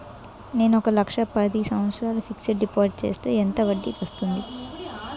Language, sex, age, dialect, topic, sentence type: Telugu, female, 18-24, Utterandhra, banking, question